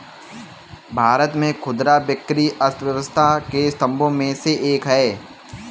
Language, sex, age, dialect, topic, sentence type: Hindi, male, 18-24, Kanauji Braj Bhasha, agriculture, statement